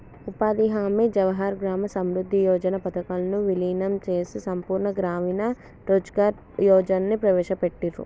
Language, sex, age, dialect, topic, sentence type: Telugu, male, 18-24, Telangana, banking, statement